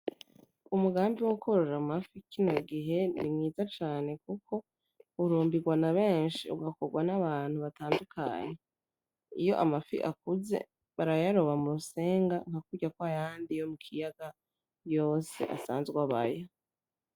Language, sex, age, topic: Rundi, female, 25-35, agriculture